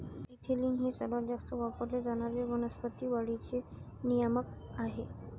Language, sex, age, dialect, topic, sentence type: Marathi, female, 18-24, Varhadi, agriculture, statement